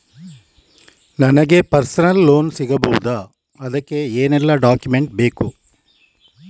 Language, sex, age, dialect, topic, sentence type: Kannada, male, 18-24, Coastal/Dakshin, banking, question